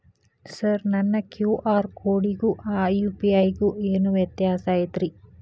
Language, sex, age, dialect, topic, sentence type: Kannada, female, 31-35, Dharwad Kannada, banking, question